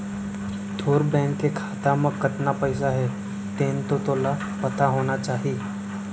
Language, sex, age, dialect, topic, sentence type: Chhattisgarhi, male, 18-24, Central, banking, statement